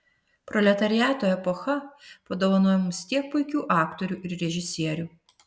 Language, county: Lithuanian, Vilnius